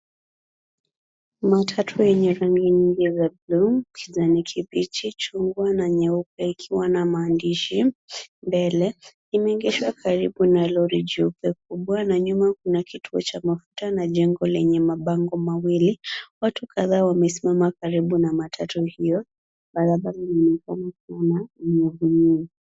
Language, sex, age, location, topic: Swahili, female, 25-35, Nairobi, government